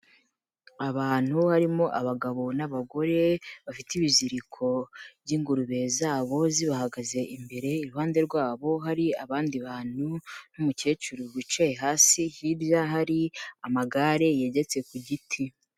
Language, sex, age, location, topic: Kinyarwanda, female, 18-24, Kigali, agriculture